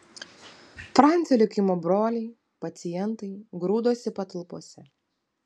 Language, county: Lithuanian, Vilnius